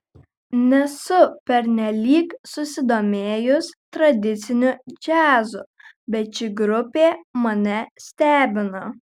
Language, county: Lithuanian, Kaunas